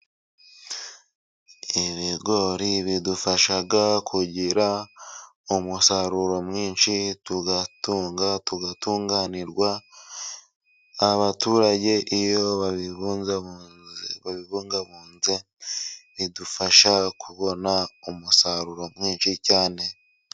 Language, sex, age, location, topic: Kinyarwanda, male, 25-35, Musanze, agriculture